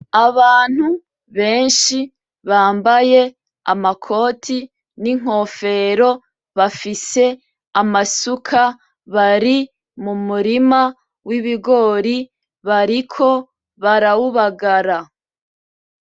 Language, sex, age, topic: Rundi, female, 25-35, agriculture